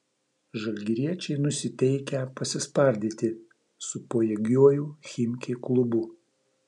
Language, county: Lithuanian, Vilnius